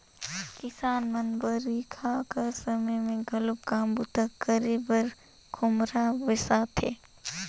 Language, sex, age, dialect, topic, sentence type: Chhattisgarhi, female, 18-24, Northern/Bhandar, agriculture, statement